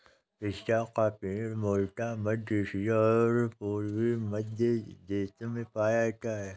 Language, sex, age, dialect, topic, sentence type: Hindi, male, 60-100, Kanauji Braj Bhasha, agriculture, statement